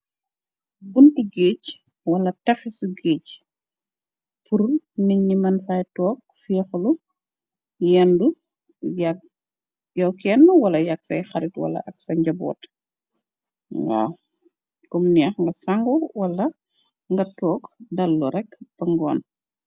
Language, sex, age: Wolof, female, 36-49